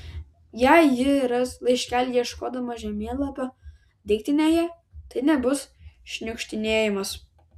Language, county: Lithuanian, Vilnius